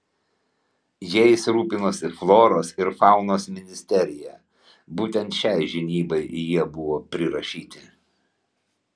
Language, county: Lithuanian, Kaunas